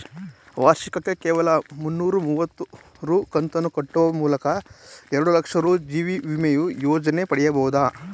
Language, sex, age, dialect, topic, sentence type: Kannada, male, 25-30, Mysore Kannada, banking, statement